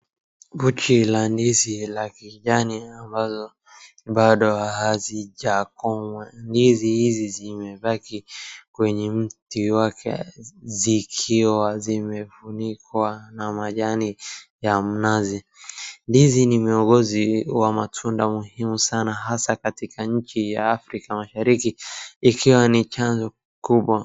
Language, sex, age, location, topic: Swahili, male, 36-49, Wajir, agriculture